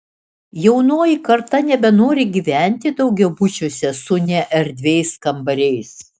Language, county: Lithuanian, Šiauliai